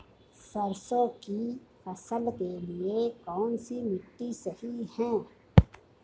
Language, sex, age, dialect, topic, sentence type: Hindi, female, 51-55, Marwari Dhudhari, agriculture, question